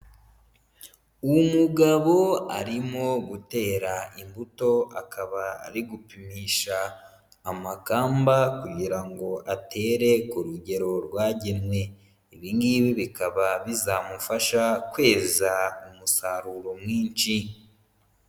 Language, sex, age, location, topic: Kinyarwanda, male, 25-35, Huye, agriculture